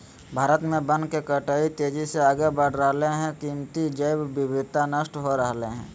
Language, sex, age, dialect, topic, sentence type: Magahi, male, 18-24, Southern, agriculture, statement